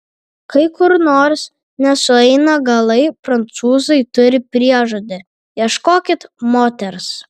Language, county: Lithuanian, Vilnius